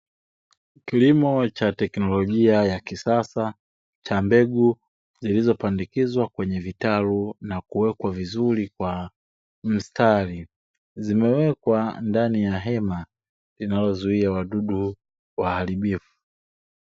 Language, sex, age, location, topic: Swahili, male, 25-35, Dar es Salaam, agriculture